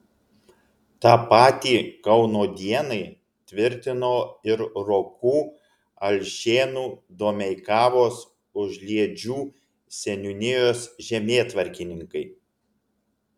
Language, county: Lithuanian, Alytus